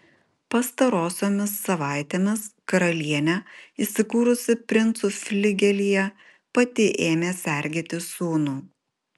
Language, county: Lithuanian, Vilnius